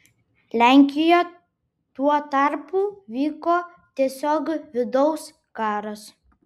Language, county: Lithuanian, Vilnius